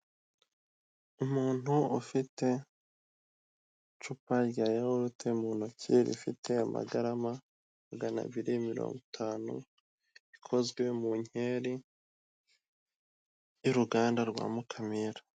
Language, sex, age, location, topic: Kinyarwanda, male, 18-24, Kigali, finance